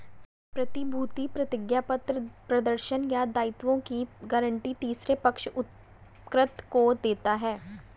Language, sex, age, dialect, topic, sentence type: Hindi, male, 18-24, Hindustani Malvi Khadi Boli, banking, statement